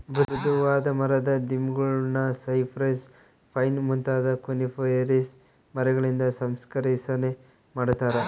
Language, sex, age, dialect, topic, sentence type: Kannada, male, 18-24, Central, agriculture, statement